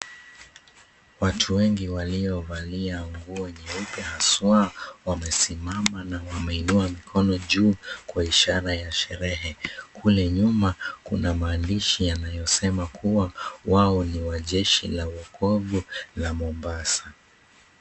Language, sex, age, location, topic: Swahili, male, 18-24, Mombasa, government